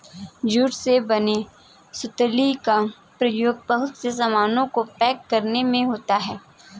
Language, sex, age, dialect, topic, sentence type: Hindi, female, 18-24, Kanauji Braj Bhasha, agriculture, statement